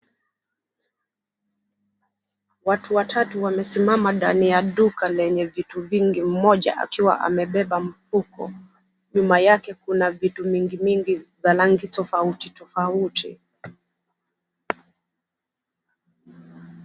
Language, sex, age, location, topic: Swahili, female, 36-49, Mombasa, government